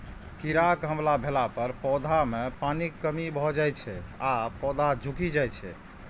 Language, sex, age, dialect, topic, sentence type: Maithili, male, 31-35, Eastern / Thethi, agriculture, statement